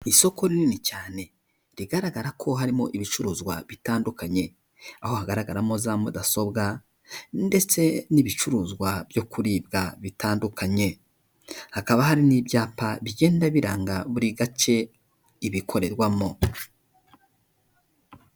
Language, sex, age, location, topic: Kinyarwanda, male, 18-24, Kigali, finance